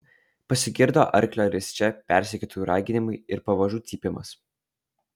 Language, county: Lithuanian, Alytus